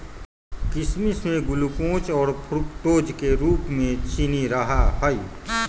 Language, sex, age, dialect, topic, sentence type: Magahi, male, 31-35, Western, agriculture, statement